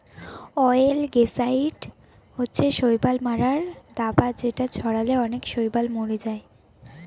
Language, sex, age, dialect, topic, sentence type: Bengali, female, 25-30, Northern/Varendri, agriculture, statement